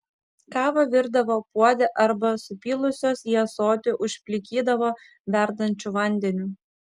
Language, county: Lithuanian, Kaunas